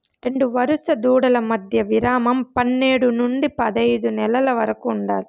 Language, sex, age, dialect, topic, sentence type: Telugu, female, 25-30, Southern, agriculture, statement